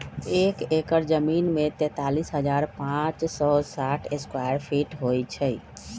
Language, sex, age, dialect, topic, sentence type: Magahi, male, 41-45, Western, agriculture, statement